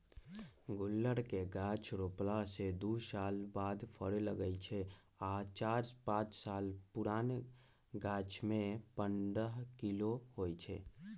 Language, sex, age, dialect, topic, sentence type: Magahi, male, 41-45, Western, agriculture, statement